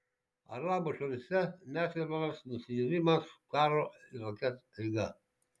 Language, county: Lithuanian, Šiauliai